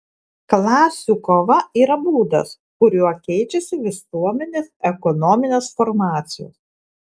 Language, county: Lithuanian, Vilnius